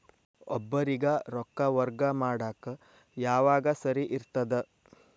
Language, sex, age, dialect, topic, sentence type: Kannada, male, 25-30, Dharwad Kannada, banking, question